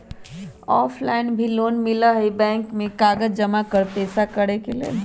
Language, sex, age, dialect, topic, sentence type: Magahi, female, 25-30, Western, banking, question